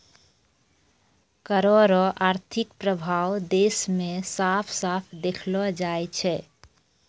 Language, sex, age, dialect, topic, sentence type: Maithili, female, 25-30, Angika, banking, statement